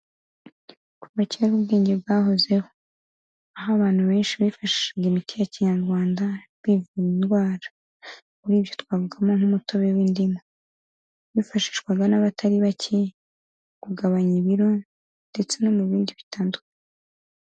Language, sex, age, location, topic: Kinyarwanda, female, 18-24, Kigali, health